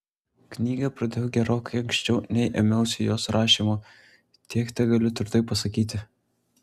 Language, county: Lithuanian, Klaipėda